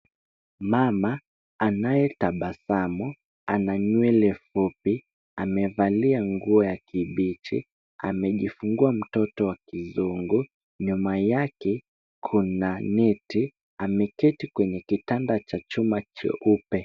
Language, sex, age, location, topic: Swahili, male, 18-24, Kisumu, health